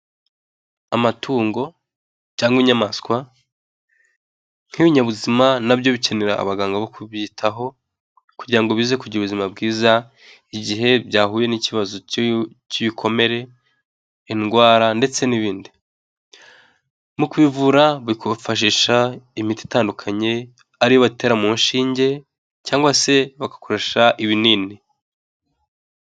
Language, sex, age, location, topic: Kinyarwanda, male, 18-24, Nyagatare, agriculture